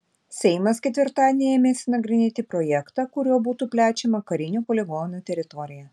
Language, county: Lithuanian, Vilnius